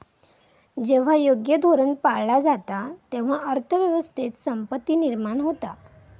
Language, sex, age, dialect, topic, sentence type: Marathi, female, 25-30, Southern Konkan, banking, statement